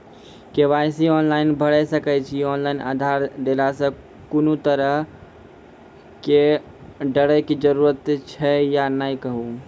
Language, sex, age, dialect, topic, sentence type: Maithili, male, 18-24, Angika, banking, question